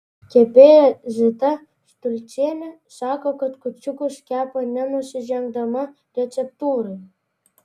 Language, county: Lithuanian, Vilnius